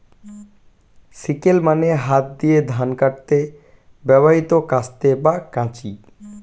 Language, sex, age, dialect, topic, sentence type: Bengali, male, 25-30, Standard Colloquial, agriculture, statement